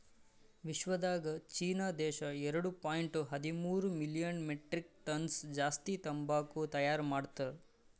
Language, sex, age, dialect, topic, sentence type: Kannada, male, 18-24, Northeastern, agriculture, statement